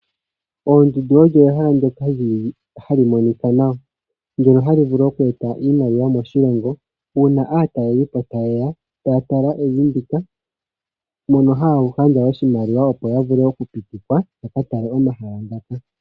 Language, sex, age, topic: Oshiwambo, male, 25-35, agriculture